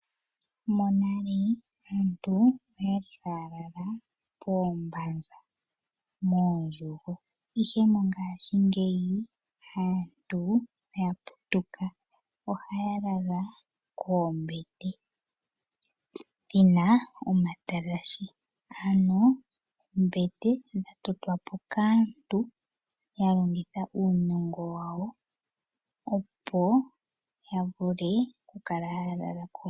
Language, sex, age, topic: Oshiwambo, female, 25-35, finance